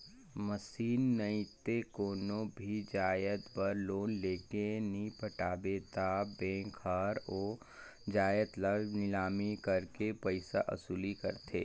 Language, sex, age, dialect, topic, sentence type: Chhattisgarhi, male, 25-30, Northern/Bhandar, banking, statement